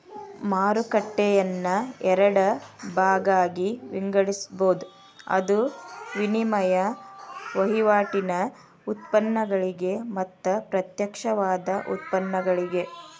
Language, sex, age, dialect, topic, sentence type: Kannada, female, 31-35, Dharwad Kannada, banking, statement